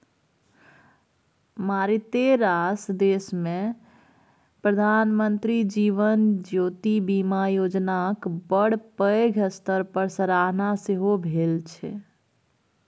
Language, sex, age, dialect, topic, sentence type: Maithili, female, 31-35, Bajjika, banking, statement